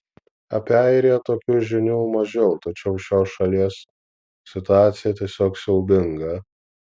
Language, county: Lithuanian, Vilnius